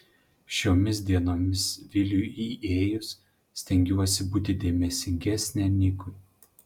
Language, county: Lithuanian, Panevėžys